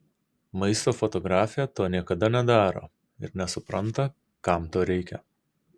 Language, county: Lithuanian, Kaunas